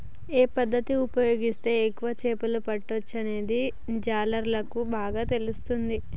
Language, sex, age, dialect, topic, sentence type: Telugu, female, 25-30, Telangana, agriculture, statement